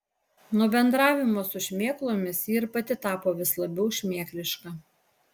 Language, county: Lithuanian, Alytus